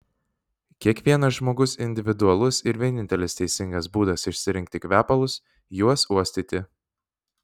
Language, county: Lithuanian, Vilnius